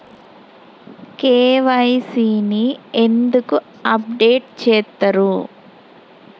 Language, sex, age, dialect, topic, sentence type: Telugu, female, 31-35, Telangana, banking, question